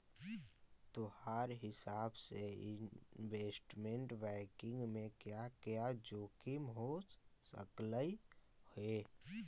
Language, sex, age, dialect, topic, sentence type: Magahi, male, 18-24, Central/Standard, agriculture, statement